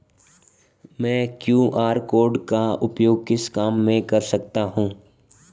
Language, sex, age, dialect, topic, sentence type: Hindi, male, 18-24, Marwari Dhudhari, banking, question